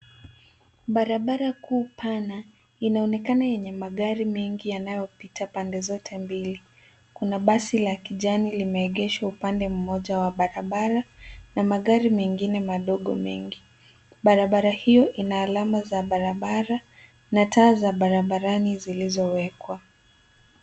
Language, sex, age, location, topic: Swahili, female, 18-24, Nairobi, government